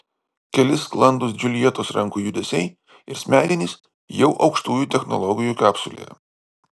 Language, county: Lithuanian, Vilnius